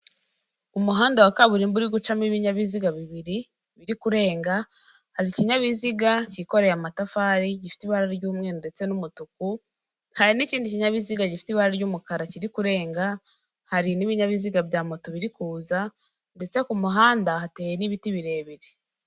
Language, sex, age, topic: Kinyarwanda, female, 18-24, government